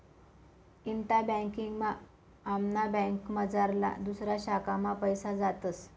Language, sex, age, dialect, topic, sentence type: Marathi, female, 25-30, Northern Konkan, banking, statement